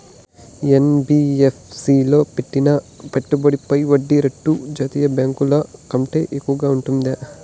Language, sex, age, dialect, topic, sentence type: Telugu, male, 18-24, Southern, banking, question